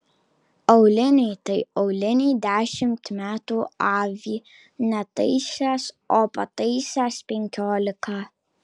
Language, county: Lithuanian, Kaunas